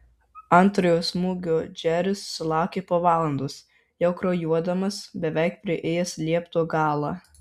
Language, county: Lithuanian, Marijampolė